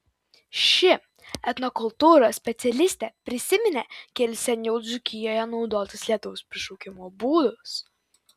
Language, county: Lithuanian, Vilnius